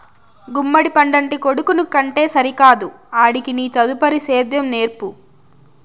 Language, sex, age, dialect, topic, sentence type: Telugu, female, 25-30, Southern, agriculture, statement